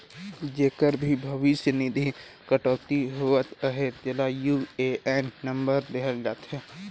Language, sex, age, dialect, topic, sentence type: Chhattisgarhi, male, 60-100, Northern/Bhandar, banking, statement